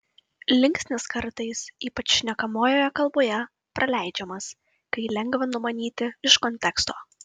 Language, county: Lithuanian, Kaunas